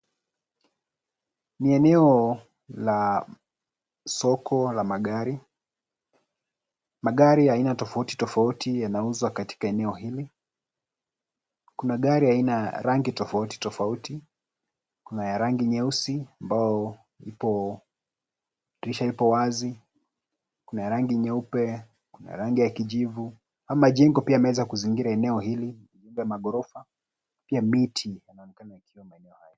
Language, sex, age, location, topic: Swahili, male, 25-35, Nairobi, finance